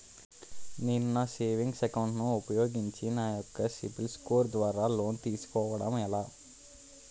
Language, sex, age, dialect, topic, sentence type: Telugu, male, 18-24, Utterandhra, banking, question